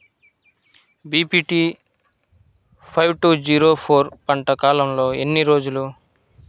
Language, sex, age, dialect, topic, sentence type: Telugu, male, 25-30, Central/Coastal, agriculture, question